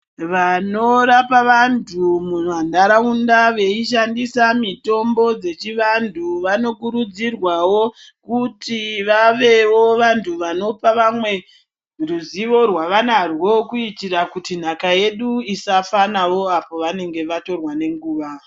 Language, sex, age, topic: Ndau, male, 36-49, health